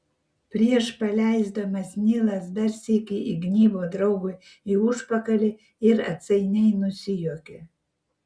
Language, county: Lithuanian, Vilnius